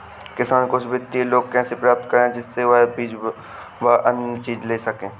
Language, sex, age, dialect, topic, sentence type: Hindi, male, 18-24, Awadhi Bundeli, agriculture, question